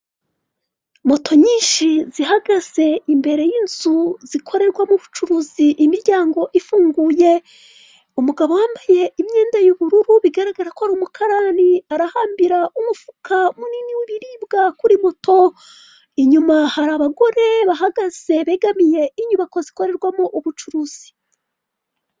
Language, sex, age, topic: Kinyarwanda, female, 36-49, government